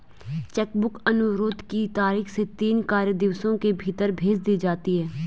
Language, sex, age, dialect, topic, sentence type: Hindi, female, 18-24, Garhwali, banking, statement